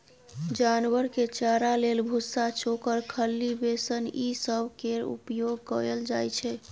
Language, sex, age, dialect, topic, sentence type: Maithili, female, 25-30, Bajjika, agriculture, statement